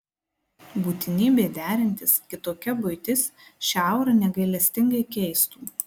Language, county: Lithuanian, Marijampolė